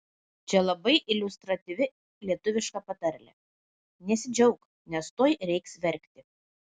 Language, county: Lithuanian, Vilnius